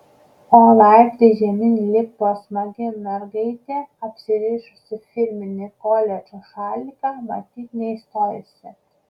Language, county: Lithuanian, Kaunas